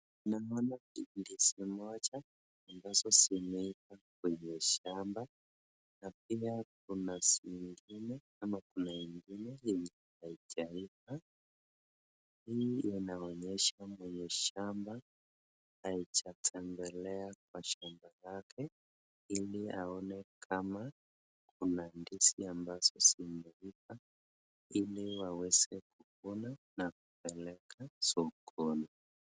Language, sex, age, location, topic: Swahili, male, 25-35, Nakuru, agriculture